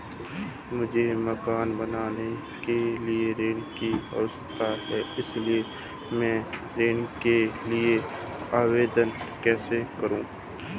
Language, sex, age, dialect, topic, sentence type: Hindi, male, 25-30, Marwari Dhudhari, banking, question